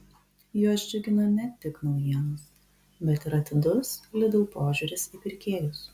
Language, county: Lithuanian, Kaunas